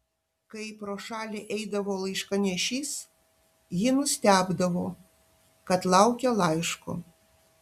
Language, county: Lithuanian, Panevėžys